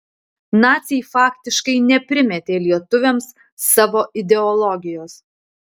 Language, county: Lithuanian, Utena